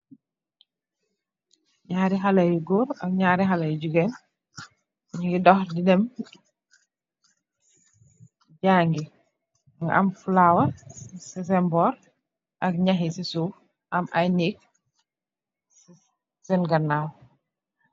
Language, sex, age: Wolof, female, 36-49